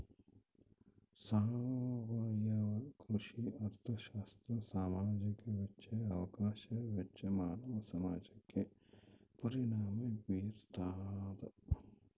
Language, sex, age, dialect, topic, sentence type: Kannada, male, 51-55, Central, agriculture, statement